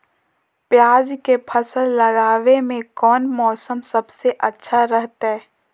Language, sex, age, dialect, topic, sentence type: Magahi, female, 25-30, Southern, agriculture, question